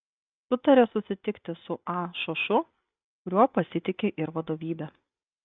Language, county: Lithuanian, Klaipėda